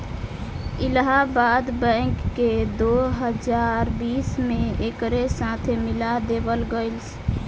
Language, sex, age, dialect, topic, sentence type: Bhojpuri, female, 18-24, Southern / Standard, banking, statement